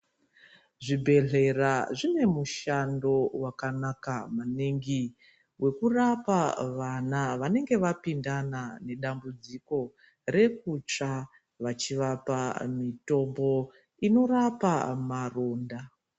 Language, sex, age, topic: Ndau, female, 25-35, health